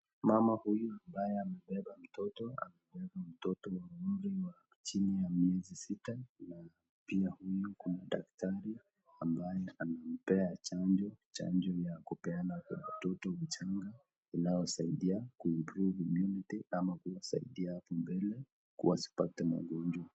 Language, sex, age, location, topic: Swahili, male, 25-35, Nakuru, health